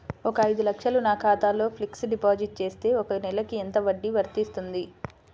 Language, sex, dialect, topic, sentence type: Telugu, female, Central/Coastal, banking, question